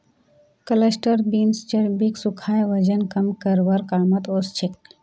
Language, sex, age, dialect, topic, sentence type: Magahi, female, 18-24, Northeastern/Surjapuri, agriculture, statement